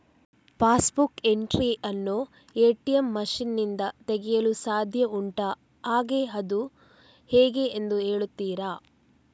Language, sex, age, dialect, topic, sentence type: Kannada, female, 36-40, Coastal/Dakshin, banking, question